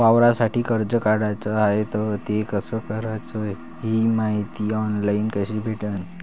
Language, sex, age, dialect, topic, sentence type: Marathi, male, 18-24, Varhadi, banking, question